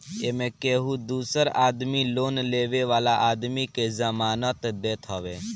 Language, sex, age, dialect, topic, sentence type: Bhojpuri, male, <18, Northern, banking, statement